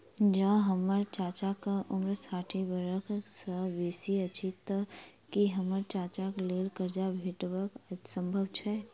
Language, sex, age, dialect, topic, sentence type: Maithili, female, 46-50, Southern/Standard, banking, statement